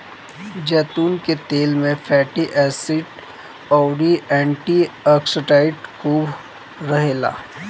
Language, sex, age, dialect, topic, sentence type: Bhojpuri, male, 25-30, Northern, agriculture, statement